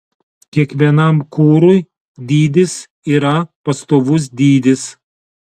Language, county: Lithuanian, Telšiai